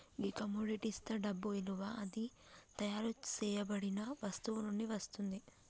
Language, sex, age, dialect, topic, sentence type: Telugu, female, 25-30, Telangana, banking, statement